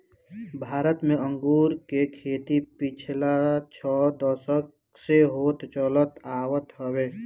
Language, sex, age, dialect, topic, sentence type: Bhojpuri, male, 18-24, Northern, agriculture, statement